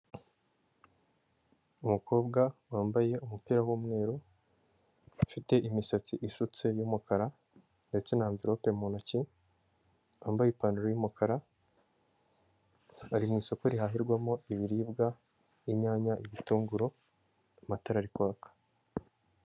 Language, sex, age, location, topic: Kinyarwanda, male, 18-24, Kigali, finance